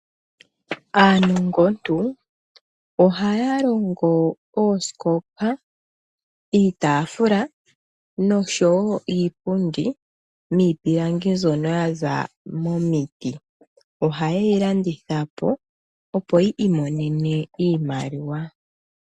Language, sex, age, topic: Oshiwambo, male, 25-35, finance